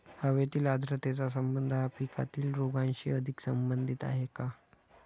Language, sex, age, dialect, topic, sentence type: Marathi, male, 46-50, Standard Marathi, agriculture, question